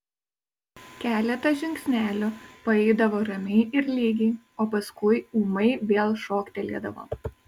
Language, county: Lithuanian, Šiauliai